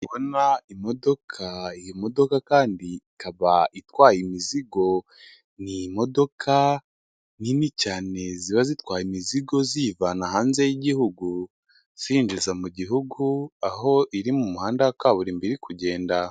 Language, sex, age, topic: Kinyarwanda, male, 25-35, government